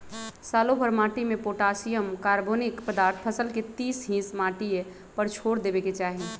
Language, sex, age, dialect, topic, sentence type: Magahi, male, 36-40, Western, agriculture, statement